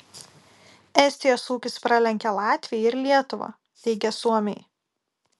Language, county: Lithuanian, Kaunas